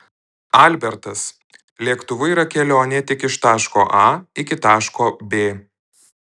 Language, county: Lithuanian, Alytus